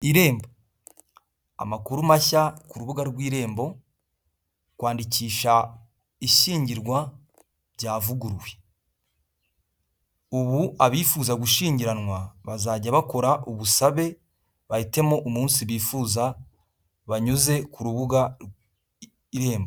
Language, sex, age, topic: Kinyarwanda, male, 18-24, government